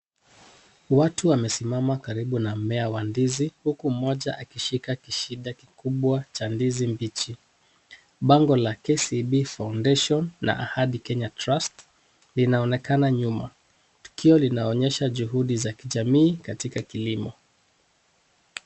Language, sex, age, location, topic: Swahili, male, 36-49, Kisumu, agriculture